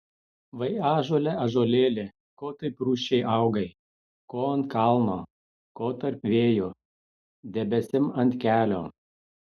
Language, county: Lithuanian, Tauragė